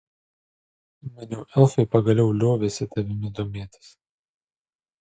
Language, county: Lithuanian, Panevėžys